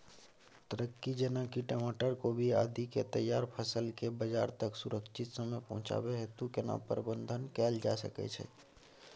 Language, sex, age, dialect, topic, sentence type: Maithili, male, 18-24, Bajjika, agriculture, question